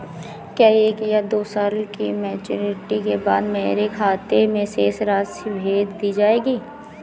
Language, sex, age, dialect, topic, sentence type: Hindi, female, 18-24, Awadhi Bundeli, banking, question